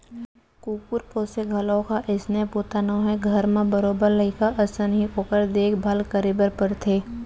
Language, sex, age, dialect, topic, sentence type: Chhattisgarhi, female, 25-30, Central, banking, statement